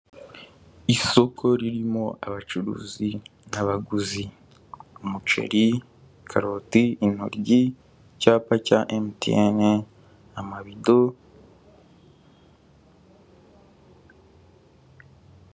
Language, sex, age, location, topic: Kinyarwanda, male, 18-24, Kigali, finance